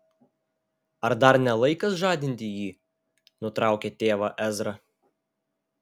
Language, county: Lithuanian, Telšiai